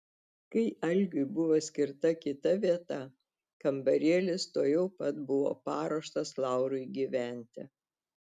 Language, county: Lithuanian, Telšiai